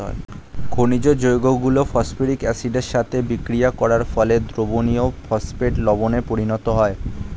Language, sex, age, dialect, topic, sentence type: Bengali, male, 18-24, Standard Colloquial, agriculture, statement